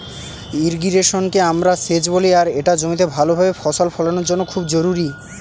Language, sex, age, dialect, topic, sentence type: Bengali, male, 18-24, Northern/Varendri, agriculture, statement